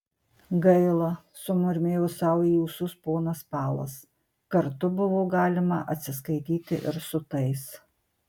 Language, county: Lithuanian, Marijampolė